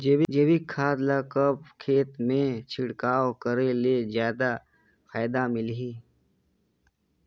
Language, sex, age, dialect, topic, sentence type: Chhattisgarhi, male, 25-30, Northern/Bhandar, agriculture, question